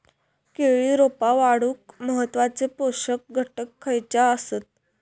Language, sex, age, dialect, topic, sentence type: Marathi, female, 25-30, Southern Konkan, agriculture, question